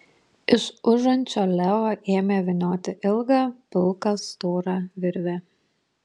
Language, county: Lithuanian, Panevėžys